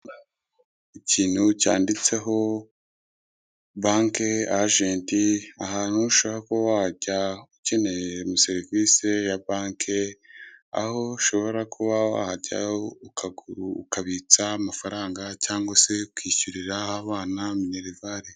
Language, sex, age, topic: Kinyarwanda, male, 25-35, government